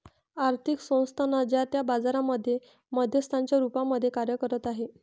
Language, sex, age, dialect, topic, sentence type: Marathi, female, 60-100, Northern Konkan, banking, statement